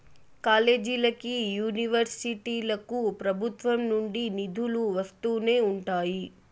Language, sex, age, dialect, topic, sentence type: Telugu, female, 25-30, Southern, banking, statement